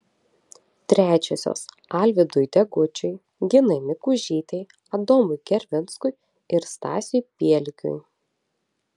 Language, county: Lithuanian, Telšiai